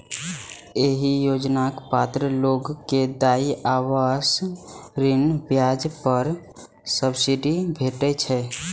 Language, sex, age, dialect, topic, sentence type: Maithili, male, 18-24, Eastern / Thethi, banking, statement